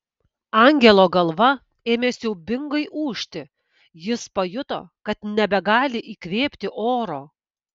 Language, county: Lithuanian, Kaunas